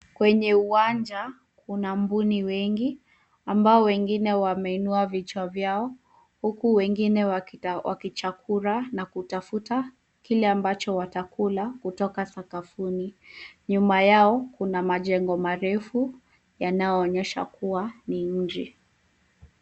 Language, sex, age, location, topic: Swahili, female, 18-24, Nairobi, government